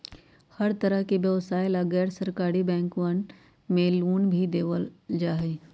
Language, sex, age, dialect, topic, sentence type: Magahi, female, 51-55, Western, banking, statement